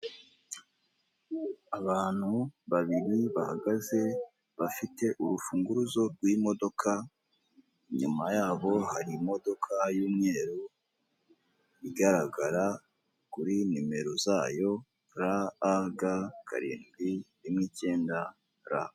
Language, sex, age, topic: Kinyarwanda, male, 18-24, finance